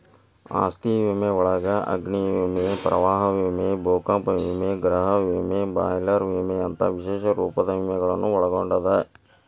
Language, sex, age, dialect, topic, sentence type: Kannada, male, 60-100, Dharwad Kannada, banking, statement